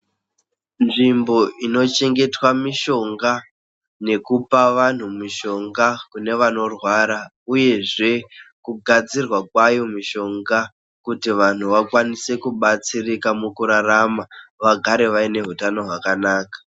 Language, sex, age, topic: Ndau, male, 18-24, health